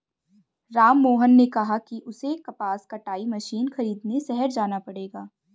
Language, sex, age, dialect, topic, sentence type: Hindi, female, 25-30, Hindustani Malvi Khadi Boli, agriculture, statement